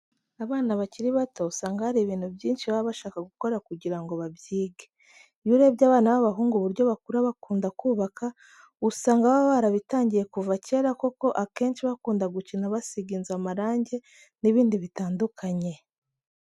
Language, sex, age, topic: Kinyarwanda, female, 25-35, education